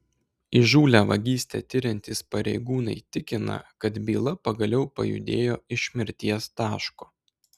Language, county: Lithuanian, Klaipėda